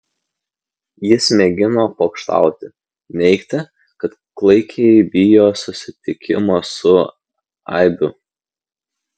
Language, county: Lithuanian, Kaunas